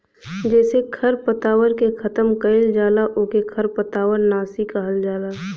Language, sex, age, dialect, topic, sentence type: Bhojpuri, female, 25-30, Western, agriculture, statement